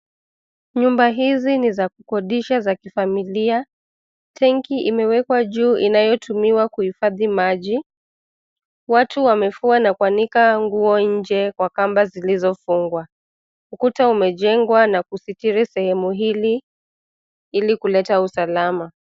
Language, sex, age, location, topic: Swahili, female, 25-35, Nairobi, government